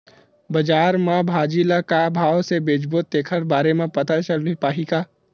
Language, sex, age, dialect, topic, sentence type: Chhattisgarhi, male, 18-24, Western/Budati/Khatahi, agriculture, question